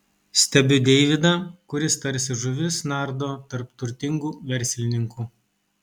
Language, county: Lithuanian, Kaunas